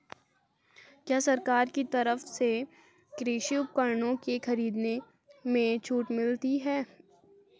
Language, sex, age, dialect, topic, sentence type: Hindi, female, 25-30, Garhwali, agriculture, question